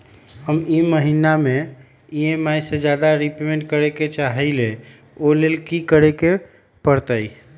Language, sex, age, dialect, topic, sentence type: Magahi, male, 36-40, Western, banking, question